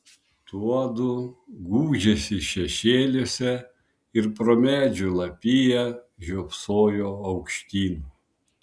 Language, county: Lithuanian, Vilnius